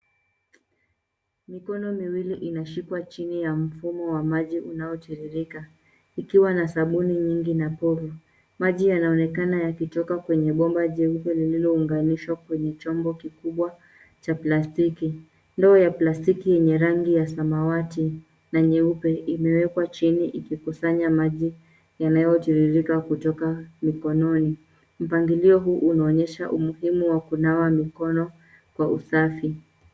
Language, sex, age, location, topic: Swahili, female, 18-24, Nairobi, health